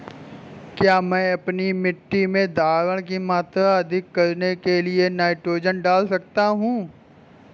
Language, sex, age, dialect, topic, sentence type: Hindi, male, 18-24, Awadhi Bundeli, agriculture, question